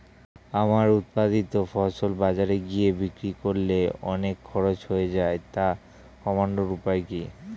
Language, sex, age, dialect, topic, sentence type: Bengali, male, 18-24, Standard Colloquial, agriculture, question